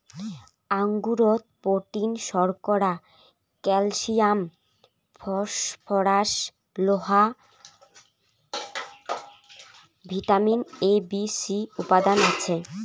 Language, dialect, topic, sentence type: Bengali, Rajbangshi, agriculture, statement